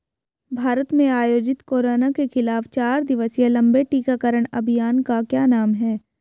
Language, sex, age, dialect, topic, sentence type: Hindi, female, 18-24, Hindustani Malvi Khadi Boli, banking, question